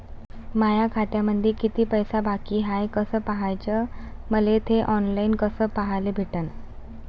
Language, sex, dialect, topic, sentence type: Marathi, female, Varhadi, banking, question